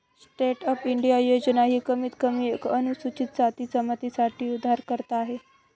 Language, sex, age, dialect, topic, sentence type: Marathi, male, 25-30, Northern Konkan, banking, statement